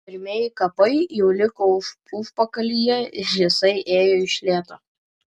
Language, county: Lithuanian, Vilnius